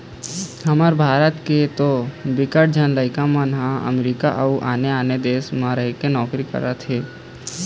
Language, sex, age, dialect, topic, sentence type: Chhattisgarhi, male, 18-24, Eastern, banking, statement